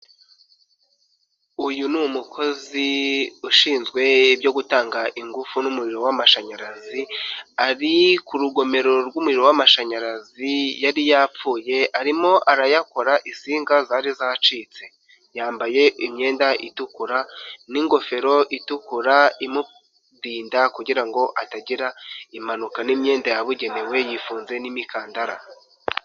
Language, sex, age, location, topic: Kinyarwanda, male, 25-35, Nyagatare, government